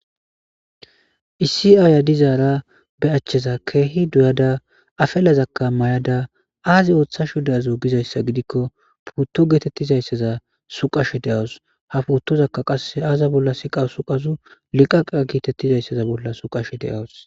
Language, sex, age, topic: Gamo, male, 25-35, government